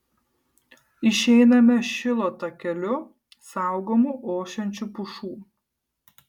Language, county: Lithuanian, Kaunas